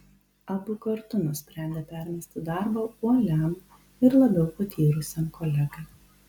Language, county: Lithuanian, Kaunas